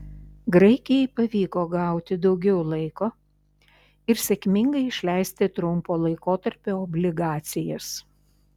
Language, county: Lithuanian, Šiauliai